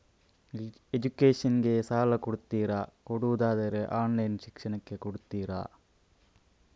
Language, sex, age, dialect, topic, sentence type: Kannada, male, 31-35, Coastal/Dakshin, banking, question